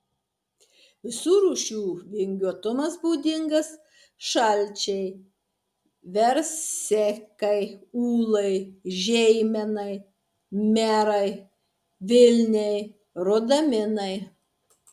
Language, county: Lithuanian, Marijampolė